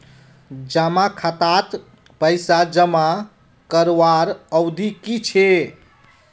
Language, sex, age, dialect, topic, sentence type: Magahi, male, 31-35, Northeastern/Surjapuri, banking, question